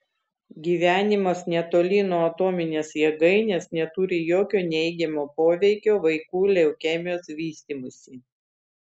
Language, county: Lithuanian, Vilnius